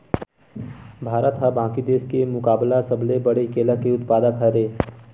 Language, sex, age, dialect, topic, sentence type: Chhattisgarhi, male, 31-35, Western/Budati/Khatahi, agriculture, statement